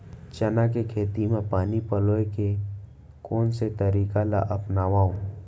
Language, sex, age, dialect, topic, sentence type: Chhattisgarhi, male, 18-24, Central, agriculture, question